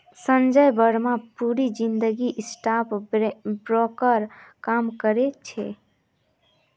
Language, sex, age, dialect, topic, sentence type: Magahi, female, 18-24, Northeastern/Surjapuri, banking, statement